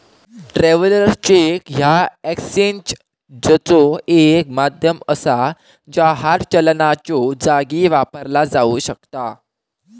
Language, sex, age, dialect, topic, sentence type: Marathi, male, 18-24, Southern Konkan, banking, statement